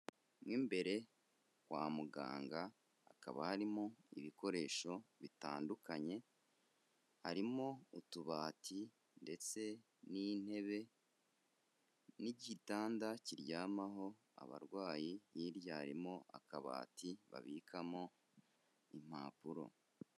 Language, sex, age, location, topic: Kinyarwanda, male, 25-35, Kigali, health